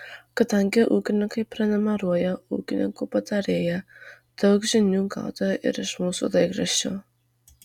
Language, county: Lithuanian, Marijampolė